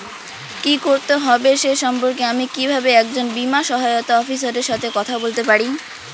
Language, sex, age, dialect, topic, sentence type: Bengali, female, 18-24, Rajbangshi, banking, question